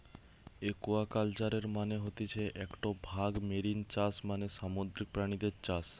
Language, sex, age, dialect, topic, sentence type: Bengali, male, 18-24, Western, agriculture, statement